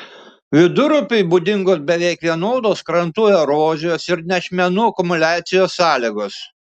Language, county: Lithuanian, Šiauliai